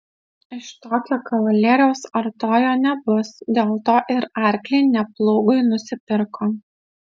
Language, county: Lithuanian, Utena